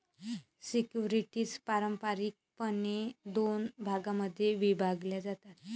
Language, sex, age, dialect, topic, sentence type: Marathi, female, 31-35, Varhadi, banking, statement